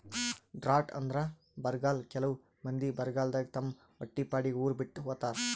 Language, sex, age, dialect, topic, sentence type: Kannada, male, 31-35, Northeastern, agriculture, statement